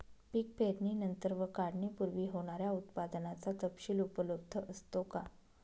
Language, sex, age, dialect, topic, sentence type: Marathi, female, 25-30, Northern Konkan, agriculture, question